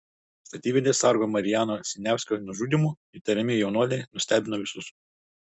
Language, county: Lithuanian, Utena